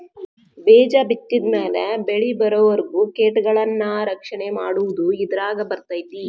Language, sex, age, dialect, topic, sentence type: Kannada, female, 25-30, Dharwad Kannada, agriculture, statement